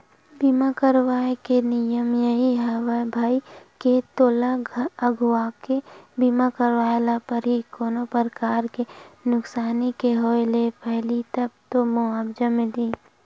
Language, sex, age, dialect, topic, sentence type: Chhattisgarhi, female, 51-55, Western/Budati/Khatahi, banking, statement